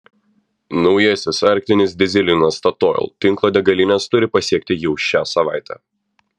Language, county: Lithuanian, Vilnius